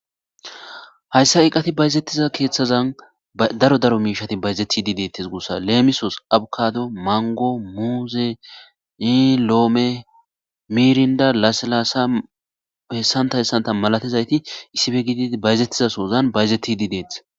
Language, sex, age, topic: Gamo, male, 25-35, agriculture